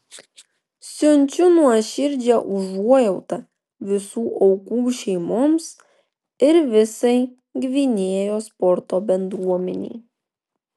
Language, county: Lithuanian, Vilnius